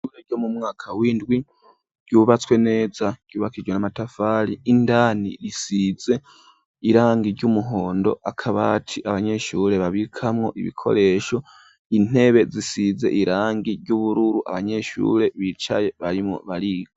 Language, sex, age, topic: Rundi, male, 18-24, education